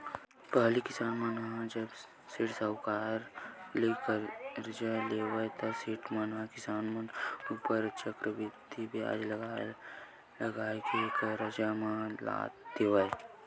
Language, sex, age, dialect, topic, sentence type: Chhattisgarhi, male, 18-24, Western/Budati/Khatahi, banking, statement